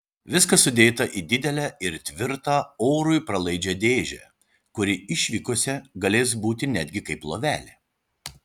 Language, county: Lithuanian, Šiauliai